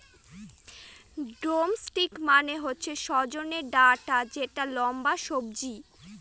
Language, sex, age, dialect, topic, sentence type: Bengali, female, 60-100, Northern/Varendri, agriculture, statement